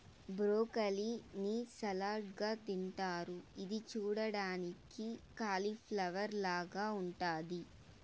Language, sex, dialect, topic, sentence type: Telugu, female, Southern, agriculture, statement